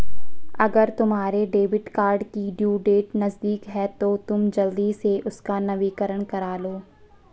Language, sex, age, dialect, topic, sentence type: Hindi, female, 56-60, Marwari Dhudhari, banking, statement